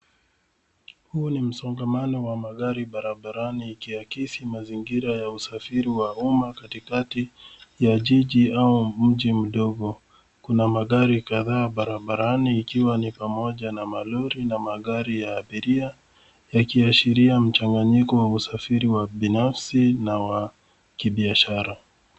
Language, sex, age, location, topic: Swahili, male, 36-49, Nairobi, government